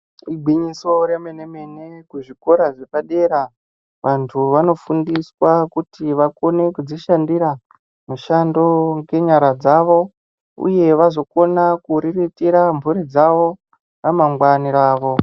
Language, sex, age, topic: Ndau, female, 36-49, education